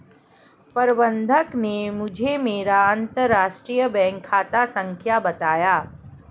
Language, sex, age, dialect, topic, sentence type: Hindi, female, 41-45, Marwari Dhudhari, banking, statement